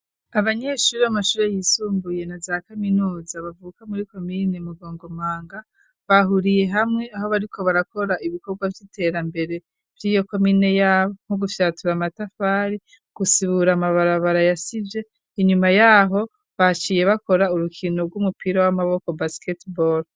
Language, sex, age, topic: Rundi, female, 36-49, education